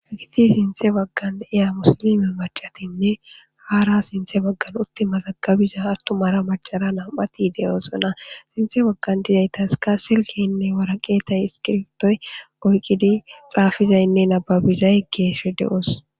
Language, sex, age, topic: Gamo, female, 18-24, government